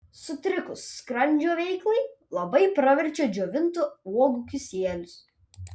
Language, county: Lithuanian, Vilnius